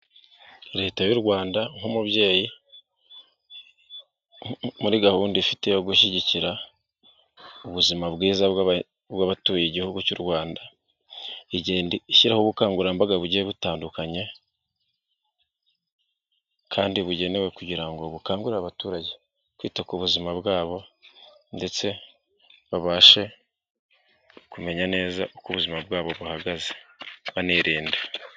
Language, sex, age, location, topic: Kinyarwanda, male, 36-49, Nyagatare, health